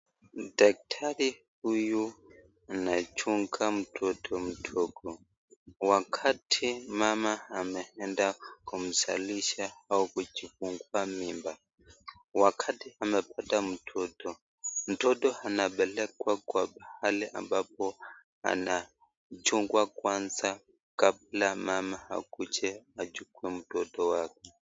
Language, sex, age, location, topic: Swahili, male, 25-35, Nakuru, health